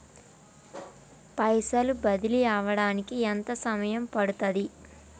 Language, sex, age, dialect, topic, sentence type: Telugu, female, 25-30, Telangana, banking, question